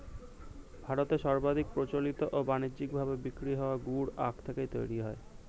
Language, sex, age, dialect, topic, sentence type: Bengali, male, 18-24, Standard Colloquial, agriculture, statement